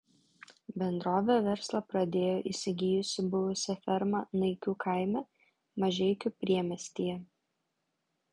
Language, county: Lithuanian, Vilnius